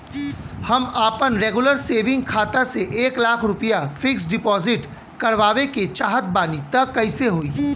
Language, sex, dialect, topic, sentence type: Bhojpuri, male, Southern / Standard, banking, question